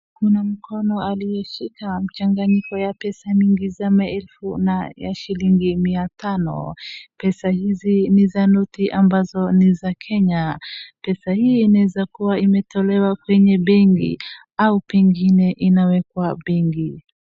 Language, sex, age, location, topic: Swahili, female, 25-35, Wajir, finance